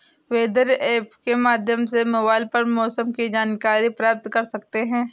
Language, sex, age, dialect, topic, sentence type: Hindi, female, 18-24, Awadhi Bundeli, agriculture, question